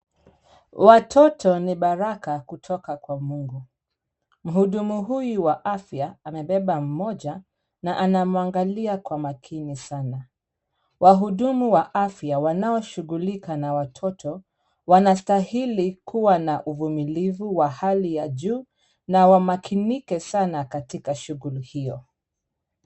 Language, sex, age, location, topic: Swahili, female, 36-49, Kisumu, health